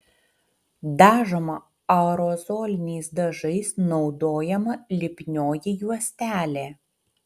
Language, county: Lithuanian, Utena